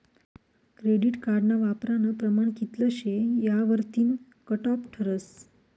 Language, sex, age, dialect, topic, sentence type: Marathi, female, 31-35, Northern Konkan, banking, statement